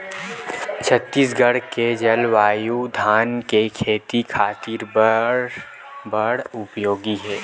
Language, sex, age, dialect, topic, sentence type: Chhattisgarhi, male, 18-24, Western/Budati/Khatahi, agriculture, statement